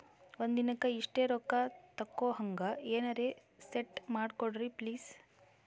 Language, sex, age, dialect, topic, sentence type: Kannada, female, 18-24, Northeastern, banking, question